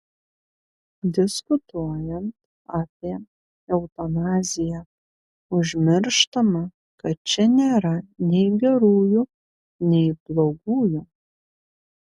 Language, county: Lithuanian, Panevėžys